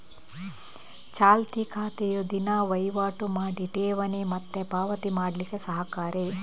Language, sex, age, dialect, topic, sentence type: Kannada, female, 25-30, Coastal/Dakshin, banking, statement